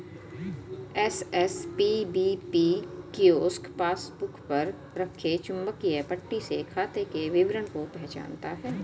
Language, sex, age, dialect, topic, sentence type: Hindi, female, 41-45, Hindustani Malvi Khadi Boli, banking, statement